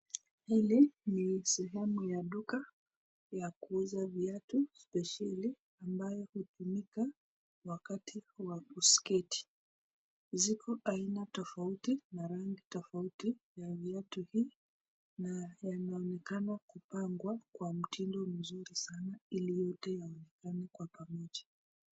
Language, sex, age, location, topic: Swahili, female, 36-49, Nakuru, finance